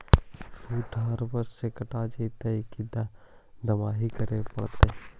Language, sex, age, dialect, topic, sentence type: Magahi, male, 51-55, Central/Standard, agriculture, question